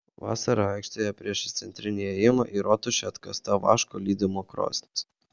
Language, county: Lithuanian, Vilnius